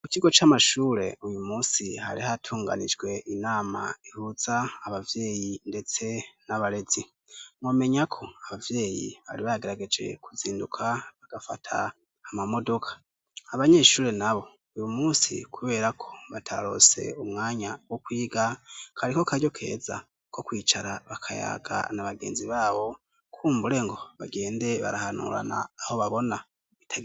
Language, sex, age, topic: Rundi, male, 18-24, education